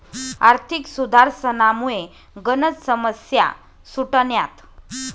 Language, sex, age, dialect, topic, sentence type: Marathi, female, 41-45, Northern Konkan, banking, statement